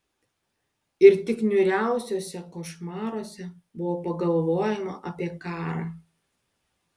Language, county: Lithuanian, Klaipėda